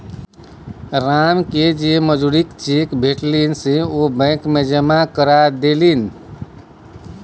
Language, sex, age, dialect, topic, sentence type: Maithili, male, 36-40, Bajjika, banking, statement